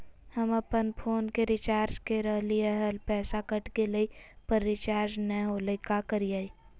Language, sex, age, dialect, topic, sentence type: Magahi, female, 18-24, Southern, banking, question